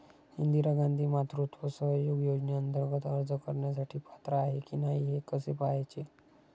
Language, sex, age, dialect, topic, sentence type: Marathi, male, 25-30, Standard Marathi, banking, question